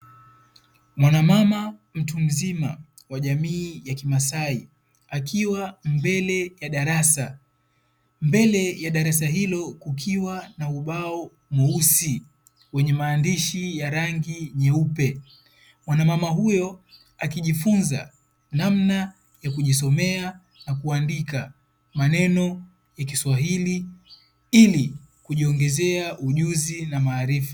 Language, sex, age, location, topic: Swahili, male, 25-35, Dar es Salaam, education